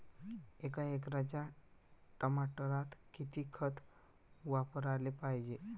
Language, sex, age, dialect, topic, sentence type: Marathi, male, 18-24, Varhadi, agriculture, question